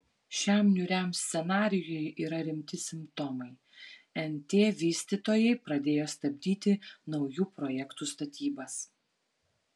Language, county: Lithuanian, Vilnius